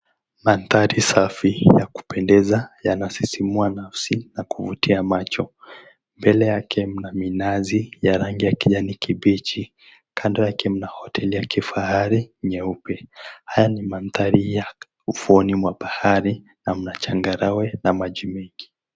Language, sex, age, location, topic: Swahili, male, 18-24, Mombasa, agriculture